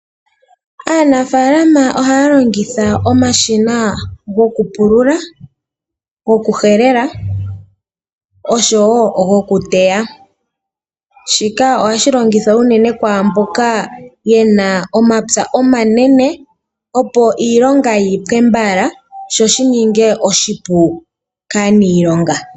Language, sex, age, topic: Oshiwambo, female, 18-24, agriculture